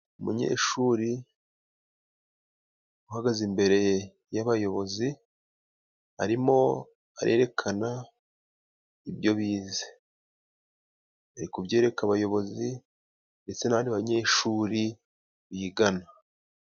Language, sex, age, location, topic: Kinyarwanda, male, 25-35, Musanze, education